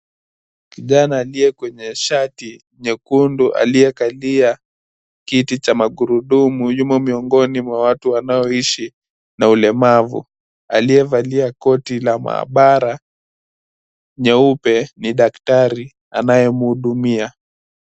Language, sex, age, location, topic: Swahili, male, 18-24, Nairobi, education